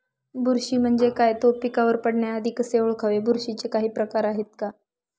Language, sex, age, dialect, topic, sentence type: Marathi, female, 41-45, Northern Konkan, agriculture, question